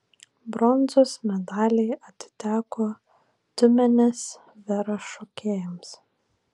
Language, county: Lithuanian, Vilnius